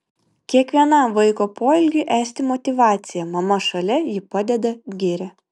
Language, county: Lithuanian, Vilnius